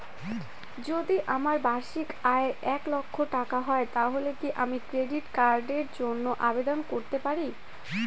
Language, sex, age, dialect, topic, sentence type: Bengali, female, 18-24, Rajbangshi, banking, question